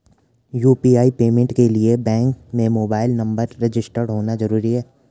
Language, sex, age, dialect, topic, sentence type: Hindi, male, 18-24, Garhwali, banking, question